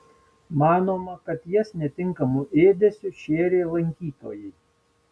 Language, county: Lithuanian, Vilnius